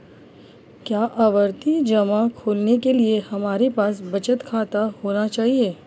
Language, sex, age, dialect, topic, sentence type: Hindi, female, 25-30, Marwari Dhudhari, banking, question